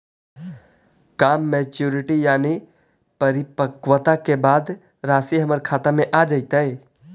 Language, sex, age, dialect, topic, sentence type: Magahi, male, 18-24, Central/Standard, banking, question